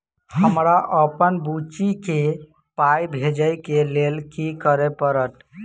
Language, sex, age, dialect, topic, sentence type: Maithili, male, 18-24, Southern/Standard, banking, question